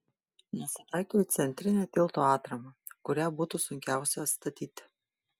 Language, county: Lithuanian, Panevėžys